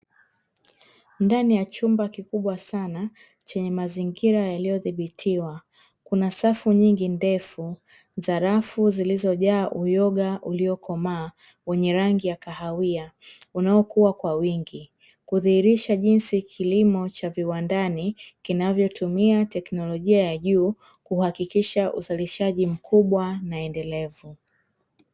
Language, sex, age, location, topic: Swahili, female, 25-35, Dar es Salaam, agriculture